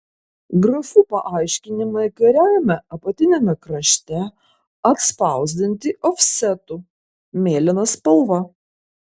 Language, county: Lithuanian, Kaunas